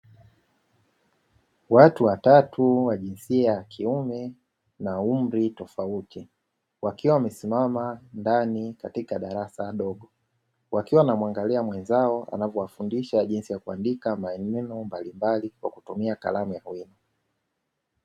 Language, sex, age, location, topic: Swahili, male, 25-35, Dar es Salaam, education